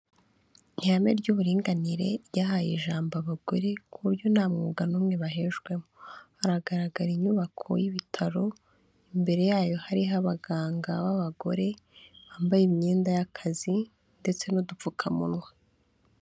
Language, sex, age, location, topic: Kinyarwanda, female, 25-35, Kigali, health